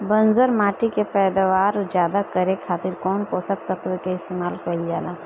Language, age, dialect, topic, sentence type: Bhojpuri, 25-30, Northern, agriculture, question